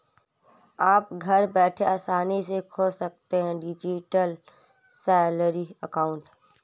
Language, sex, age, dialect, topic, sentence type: Hindi, female, 18-24, Marwari Dhudhari, banking, statement